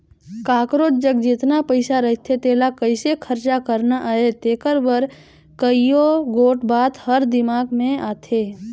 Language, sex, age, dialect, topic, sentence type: Chhattisgarhi, male, 18-24, Northern/Bhandar, banking, statement